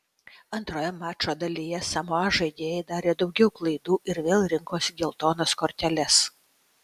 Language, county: Lithuanian, Utena